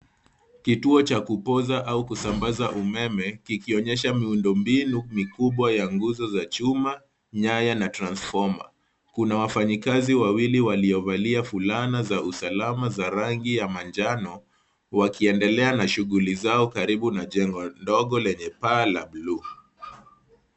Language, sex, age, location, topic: Swahili, male, 18-24, Nairobi, government